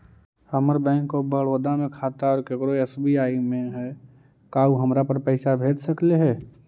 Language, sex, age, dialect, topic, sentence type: Magahi, male, 18-24, Central/Standard, banking, question